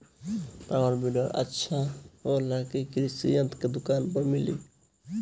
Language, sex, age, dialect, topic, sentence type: Bhojpuri, female, 18-24, Northern, agriculture, question